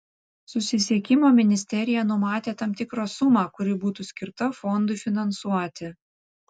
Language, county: Lithuanian, Vilnius